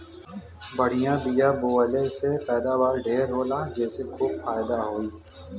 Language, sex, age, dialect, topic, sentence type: Bhojpuri, male, 18-24, Western, agriculture, statement